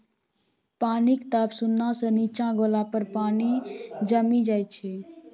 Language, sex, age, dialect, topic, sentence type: Maithili, female, 18-24, Bajjika, agriculture, statement